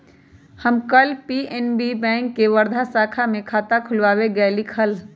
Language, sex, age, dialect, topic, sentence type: Magahi, male, 25-30, Western, banking, statement